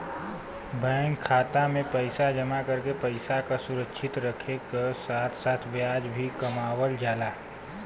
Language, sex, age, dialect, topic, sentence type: Bhojpuri, male, 25-30, Western, banking, statement